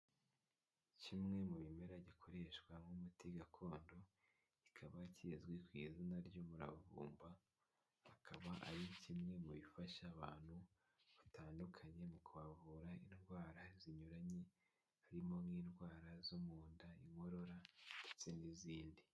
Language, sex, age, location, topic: Kinyarwanda, male, 18-24, Kigali, health